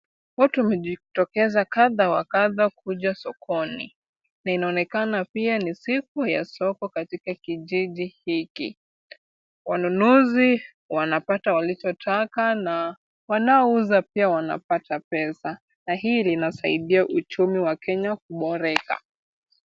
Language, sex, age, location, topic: Swahili, female, 18-24, Kisumu, finance